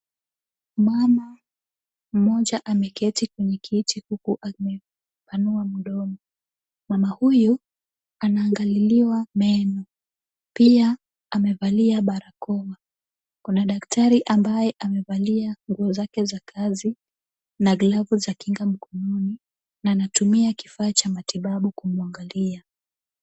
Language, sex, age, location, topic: Swahili, female, 18-24, Kisumu, health